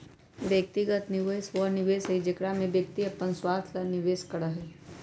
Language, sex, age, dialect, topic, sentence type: Magahi, female, 31-35, Western, banking, statement